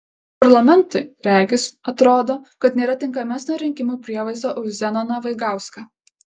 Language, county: Lithuanian, Kaunas